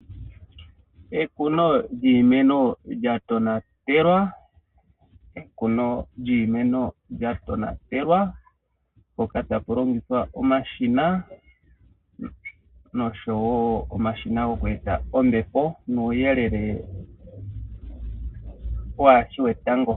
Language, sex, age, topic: Oshiwambo, male, 25-35, agriculture